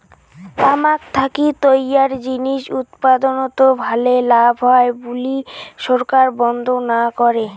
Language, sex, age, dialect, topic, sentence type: Bengali, female, <18, Rajbangshi, agriculture, statement